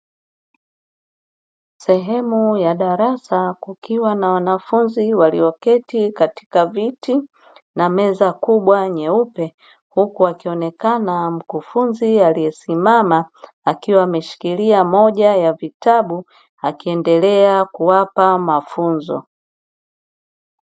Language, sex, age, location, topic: Swahili, female, 25-35, Dar es Salaam, education